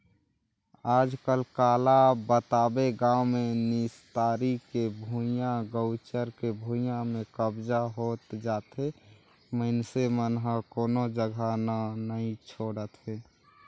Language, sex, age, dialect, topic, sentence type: Chhattisgarhi, male, 18-24, Northern/Bhandar, agriculture, statement